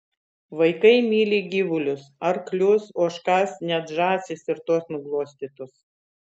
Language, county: Lithuanian, Vilnius